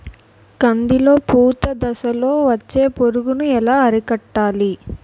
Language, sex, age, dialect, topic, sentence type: Telugu, female, 18-24, Utterandhra, agriculture, question